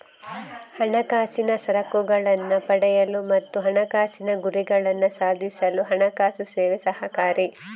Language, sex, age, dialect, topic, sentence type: Kannada, female, 25-30, Coastal/Dakshin, banking, statement